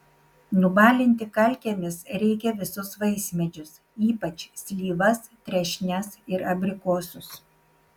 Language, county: Lithuanian, Šiauliai